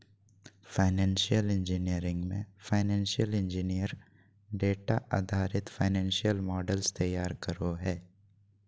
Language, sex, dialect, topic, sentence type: Magahi, male, Southern, banking, statement